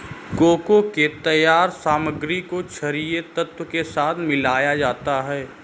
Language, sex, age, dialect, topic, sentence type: Hindi, male, 60-100, Marwari Dhudhari, agriculture, statement